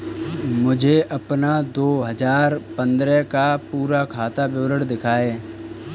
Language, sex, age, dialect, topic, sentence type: Hindi, male, 18-24, Kanauji Braj Bhasha, banking, question